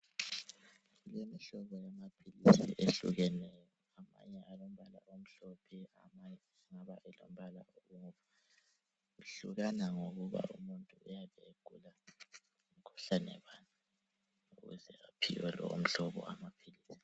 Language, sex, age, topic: North Ndebele, male, 18-24, health